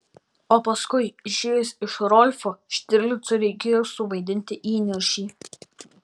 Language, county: Lithuanian, Alytus